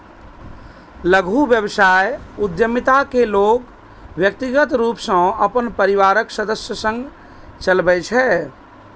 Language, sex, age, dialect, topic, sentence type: Maithili, male, 31-35, Eastern / Thethi, banking, statement